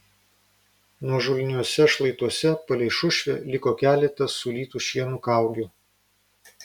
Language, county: Lithuanian, Vilnius